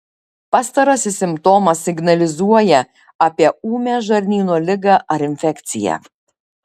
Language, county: Lithuanian, Šiauliai